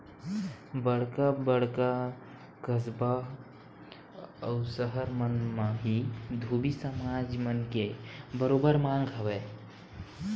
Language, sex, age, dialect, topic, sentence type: Chhattisgarhi, male, 60-100, Western/Budati/Khatahi, banking, statement